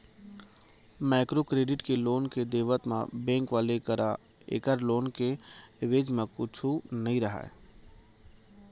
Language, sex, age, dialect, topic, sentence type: Chhattisgarhi, male, 25-30, Central, banking, statement